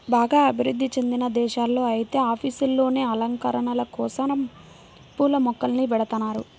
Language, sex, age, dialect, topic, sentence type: Telugu, female, 25-30, Central/Coastal, agriculture, statement